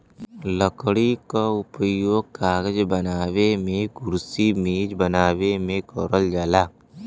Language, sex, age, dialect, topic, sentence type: Bhojpuri, male, 18-24, Western, agriculture, statement